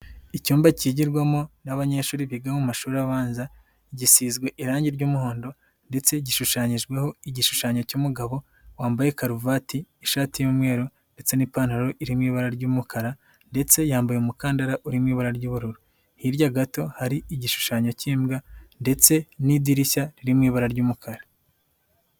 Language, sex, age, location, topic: Kinyarwanda, male, 18-24, Nyagatare, education